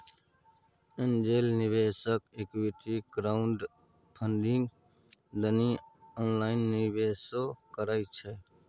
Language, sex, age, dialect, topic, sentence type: Maithili, male, 31-35, Bajjika, banking, statement